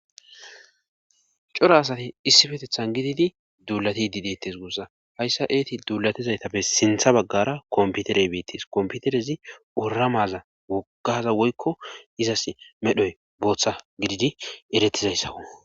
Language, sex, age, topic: Gamo, male, 18-24, government